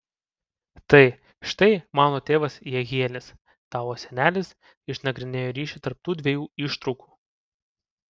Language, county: Lithuanian, Panevėžys